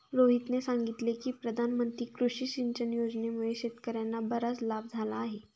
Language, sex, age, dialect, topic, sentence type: Marathi, female, 18-24, Standard Marathi, agriculture, statement